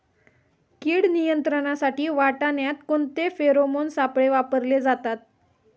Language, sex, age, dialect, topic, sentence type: Marathi, female, 18-24, Standard Marathi, agriculture, question